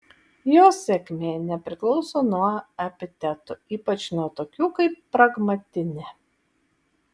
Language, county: Lithuanian, Vilnius